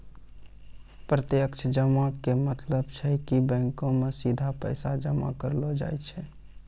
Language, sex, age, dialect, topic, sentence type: Maithili, male, 31-35, Angika, banking, statement